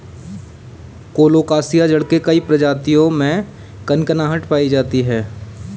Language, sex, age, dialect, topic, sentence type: Hindi, male, 18-24, Kanauji Braj Bhasha, agriculture, statement